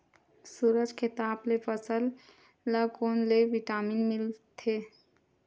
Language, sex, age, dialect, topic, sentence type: Chhattisgarhi, female, 31-35, Western/Budati/Khatahi, agriculture, question